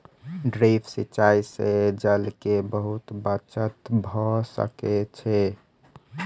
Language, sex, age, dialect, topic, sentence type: Maithili, male, 18-24, Southern/Standard, agriculture, statement